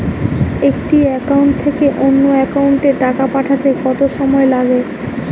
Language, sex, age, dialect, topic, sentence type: Bengali, female, 18-24, Western, banking, question